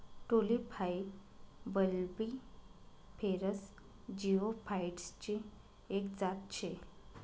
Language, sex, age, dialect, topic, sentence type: Marathi, male, 31-35, Northern Konkan, agriculture, statement